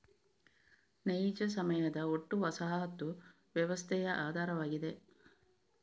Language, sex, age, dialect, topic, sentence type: Kannada, female, 25-30, Coastal/Dakshin, banking, statement